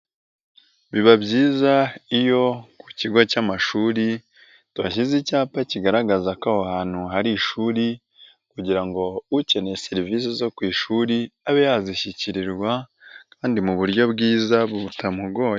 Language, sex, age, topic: Kinyarwanda, male, 18-24, education